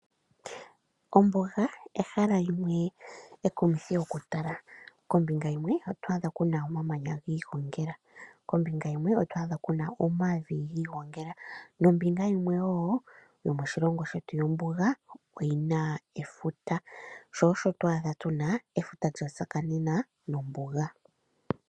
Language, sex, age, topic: Oshiwambo, male, 25-35, agriculture